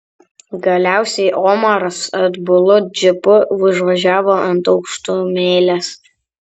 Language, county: Lithuanian, Kaunas